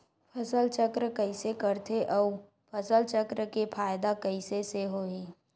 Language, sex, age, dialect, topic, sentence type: Chhattisgarhi, male, 18-24, Western/Budati/Khatahi, agriculture, question